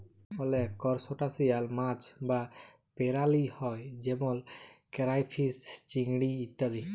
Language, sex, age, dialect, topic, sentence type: Bengali, male, 31-35, Jharkhandi, agriculture, statement